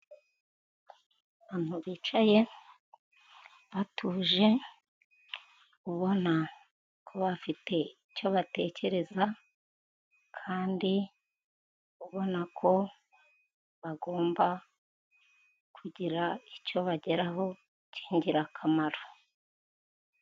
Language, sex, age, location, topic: Kinyarwanda, female, 50+, Kigali, government